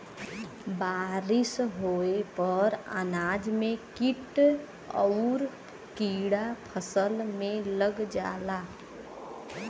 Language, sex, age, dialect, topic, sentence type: Bhojpuri, female, 18-24, Western, agriculture, statement